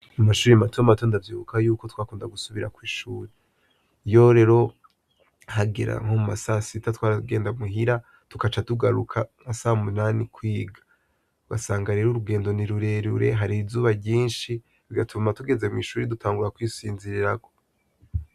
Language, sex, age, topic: Rundi, male, 18-24, education